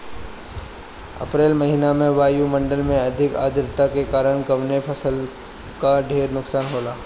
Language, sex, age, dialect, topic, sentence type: Bhojpuri, male, 25-30, Northern, agriculture, question